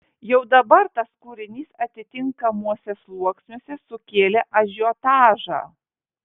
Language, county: Lithuanian, Vilnius